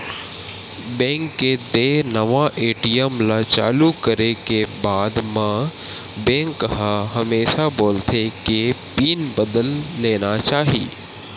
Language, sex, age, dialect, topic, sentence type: Chhattisgarhi, male, 18-24, Western/Budati/Khatahi, banking, statement